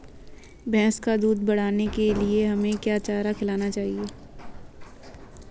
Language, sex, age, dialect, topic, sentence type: Hindi, female, 25-30, Kanauji Braj Bhasha, agriculture, question